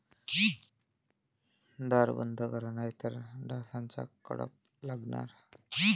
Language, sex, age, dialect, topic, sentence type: Marathi, male, 18-24, Varhadi, agriculture, statement